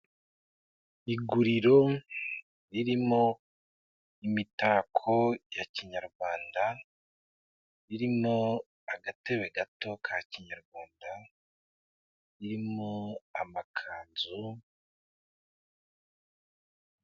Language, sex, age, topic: Kinyarwanda, male, 25-35, finance